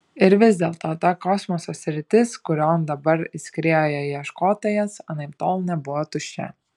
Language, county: Lithuanian, Šiauliai